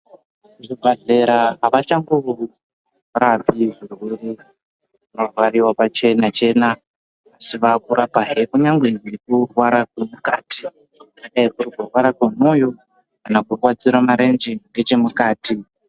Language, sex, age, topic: Ndau, male, 18-24, health